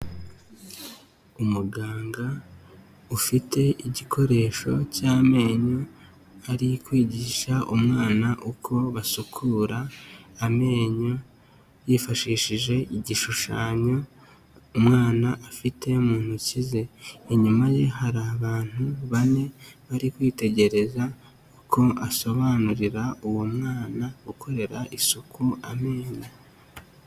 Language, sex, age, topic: Kinyarwanda, male, 18-24, health